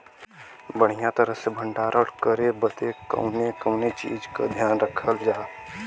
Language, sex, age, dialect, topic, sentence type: Bhojpuri, male, 18-24, Western, agriculture, question